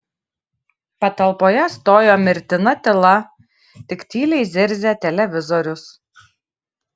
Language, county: Lithuanian, Kaunas